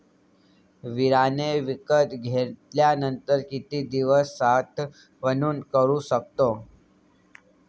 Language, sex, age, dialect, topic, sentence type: Marathi, male, 18-24, Standard Marathi, agriculture, question